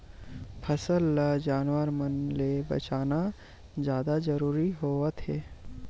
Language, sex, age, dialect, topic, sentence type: Chhattisgarhi, male, 25-30, Western/Budati/Khatahi, agriculture, statement